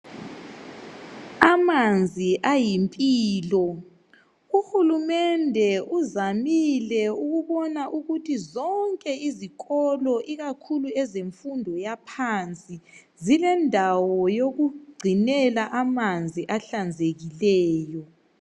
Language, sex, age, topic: North Ndebele, female, 25-35, education